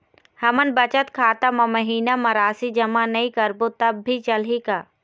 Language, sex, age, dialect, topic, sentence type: Chhattisgarhi, female, 18-24, Eastern, banking, question